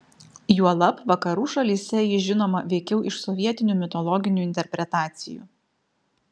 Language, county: Lithuanian, Vilnius